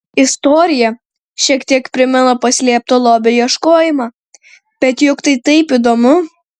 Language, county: Lithuanian, Tauragė